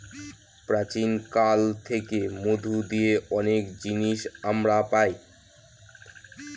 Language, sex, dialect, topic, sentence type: Bengali, male, Northern/Varendri, agriculture, statement